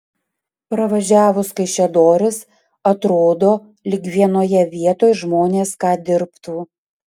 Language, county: Lithuanian, Panevėžys